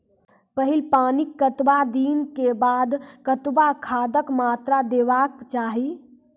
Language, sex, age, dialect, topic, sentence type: Maithili, female, 46-50, Angika, agriculture, question